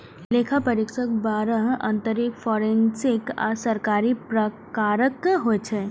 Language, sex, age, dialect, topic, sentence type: Maithili, female, 18-24, Eastern / Thethi, banking, statement